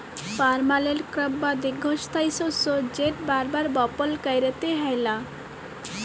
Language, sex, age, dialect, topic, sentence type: Bengali, female, 18-24, Jharkhandi, agriculture, statement